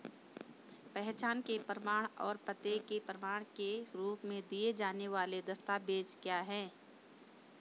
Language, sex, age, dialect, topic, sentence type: Hindi, female, 25-30, Hindustani Malvi Khadi Boli, banking, question